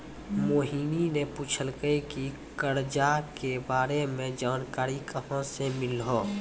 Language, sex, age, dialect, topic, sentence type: Maithili, male, 18-24, Angika, banking, statement